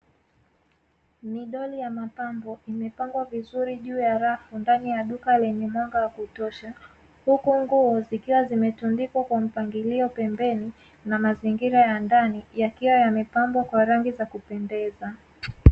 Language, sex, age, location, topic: Swahili, female, 18-24, Dar es Salaam, finance